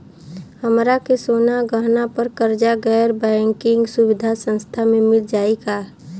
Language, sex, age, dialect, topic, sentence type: Bhojpuri, female, 25-30, Southern / Standard, banking, question